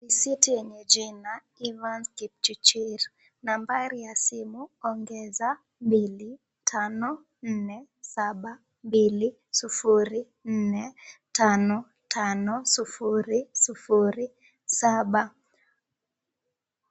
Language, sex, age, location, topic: Swahili, female, 18-24, Kisumu, government